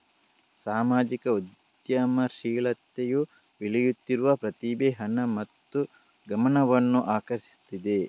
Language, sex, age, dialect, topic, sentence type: Kannada, male, 18-24, Coastal/Dakshin, banking, statement